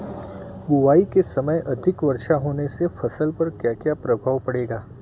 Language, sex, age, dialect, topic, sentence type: Hindi, male, 41-45, Marwari Dhudhari, agriculture, question